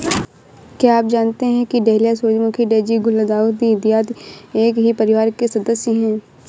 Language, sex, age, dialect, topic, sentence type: Hindi, female, 25-30, Awadhi Bundeli, agriculture, statement